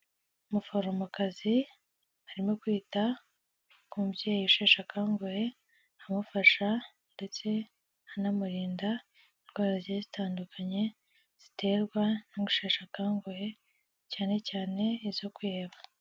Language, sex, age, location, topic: Kinyarwanda, female, 18-24, Kigali, health